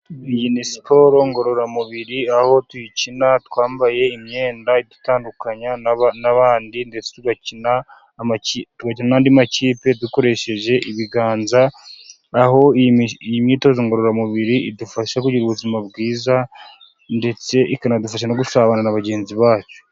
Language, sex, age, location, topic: Kinyarwanda, male, 50+, Musanze, government